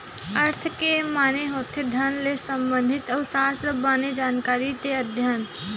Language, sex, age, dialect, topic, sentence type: Chhattisgarhi, female, 18-24, Western/Budati/Khatahi, banking, statement